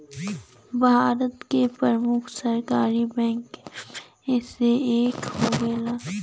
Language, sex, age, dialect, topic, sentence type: Bhojpuri, female, 18-24, Western, banking, statement